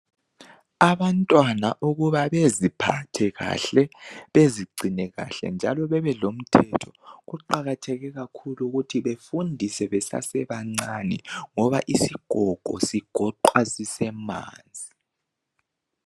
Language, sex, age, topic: North Ndebele, male, 18-24, education